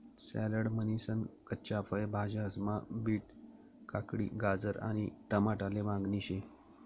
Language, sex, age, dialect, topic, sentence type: Marathi, male, 25-30, Northern Konkan, agriculture, statement